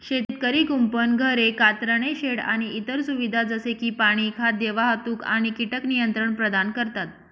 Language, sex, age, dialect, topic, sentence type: Marathi, female, 25-30, Northern Konkan, agriculture, statement